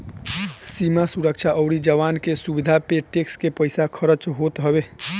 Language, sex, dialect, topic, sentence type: Bhojpuri, male, Northern, banking, statement